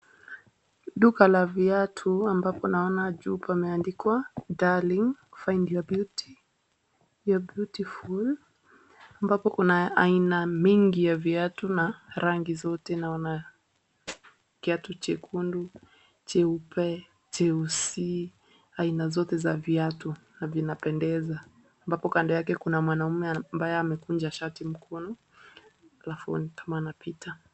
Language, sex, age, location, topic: Swahili, female, 18-24, Kisumu, finance